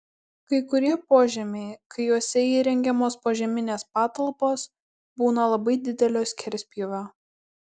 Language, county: Lithuanian, Kaunas